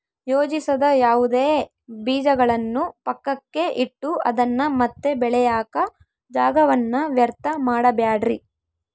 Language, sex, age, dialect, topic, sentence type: Kannada, female, 18-24, Central, agriculture, statement